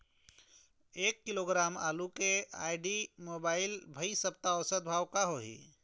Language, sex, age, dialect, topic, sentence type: Chhattisgarhi, female, 46-50, Eastern, agriculture, question